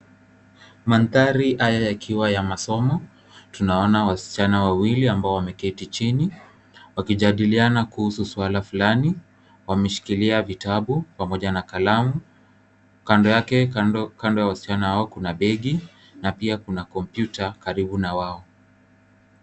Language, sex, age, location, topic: Swahili, male, 18-24, Nairobi, education